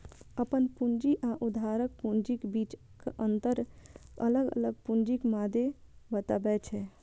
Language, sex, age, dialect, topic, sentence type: Maithili, female, 25-30, Eastern / Thethi, banking, statement